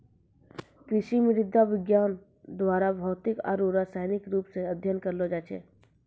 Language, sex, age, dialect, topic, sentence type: Maithili, female, 51-55, Angika, agriculture, statement